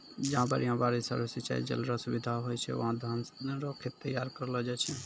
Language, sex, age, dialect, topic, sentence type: Maithili, male, 18-24, Angika, banking, statement